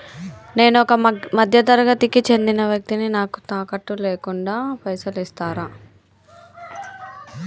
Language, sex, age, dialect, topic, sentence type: Telugu, female, 25-30, Telangana, banking, question